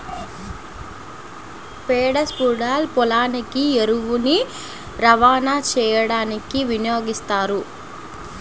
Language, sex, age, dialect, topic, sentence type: Telugu, female, 18-24, Central/Coastal, agriculture, statement